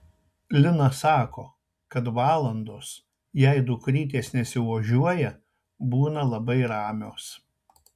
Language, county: Lithuanian, Tauragė